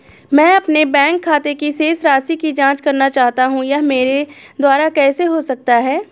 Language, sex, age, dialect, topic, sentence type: Hindi, female, 25-30, Awadhi Bundeli, banking, question